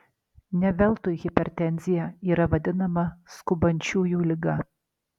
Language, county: Lithuanian, Alytus